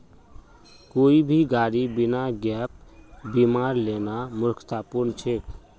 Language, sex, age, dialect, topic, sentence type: Magahi, male, 25-30, Northeastern/Surjapuri, banking, statement